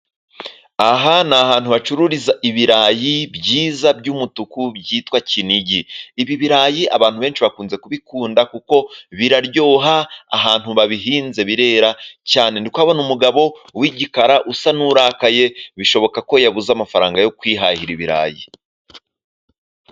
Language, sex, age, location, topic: Kinyarwanda, male, 25-35, Musanze, finance